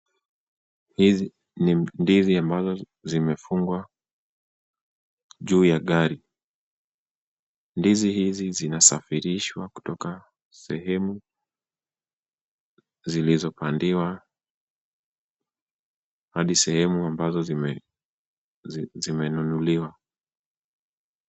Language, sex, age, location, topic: Swahili, male, 25-35, Kisumu, agriculture